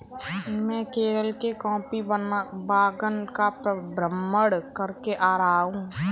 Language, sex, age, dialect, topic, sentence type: Hindi, female, 18-24, Kanauji Braj Bhasha, agriculture, statement